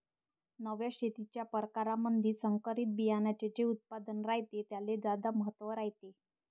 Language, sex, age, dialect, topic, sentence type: Marathi, male, 60-100, Varhadi, agriculture, statement